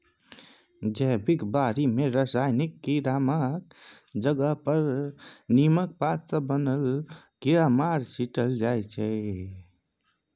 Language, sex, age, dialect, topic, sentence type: Maithili, male, 60-100, Bajjika, agriculture, statement